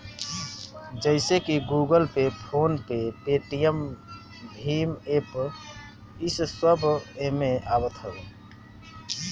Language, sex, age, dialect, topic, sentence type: Bhojpuri, male, 60-100, Northern, banking, statement